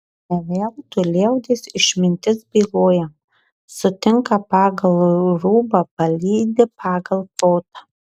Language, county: Lithuanian, Marijampolė